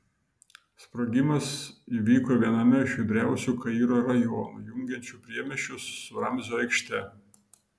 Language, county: Lithuanian, Vilnius